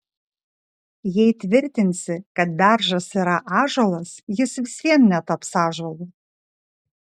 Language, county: Lithuanian, Šiauliai